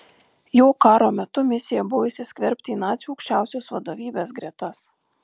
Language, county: Lithuanian, Vilnius